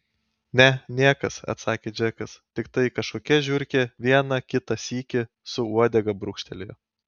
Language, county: Lithuanian, Panevėžys